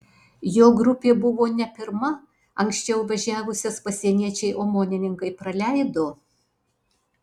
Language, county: Lithuanian, Alytus